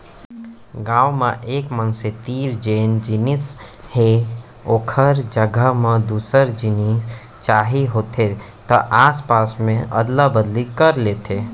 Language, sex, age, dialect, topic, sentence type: Chhattisgarhi, male, 25-30, Central, banking, statement